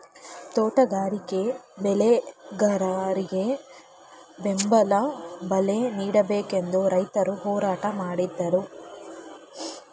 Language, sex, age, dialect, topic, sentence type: Kannada, female, 25-30, Mysore Kannada, agriculture, statement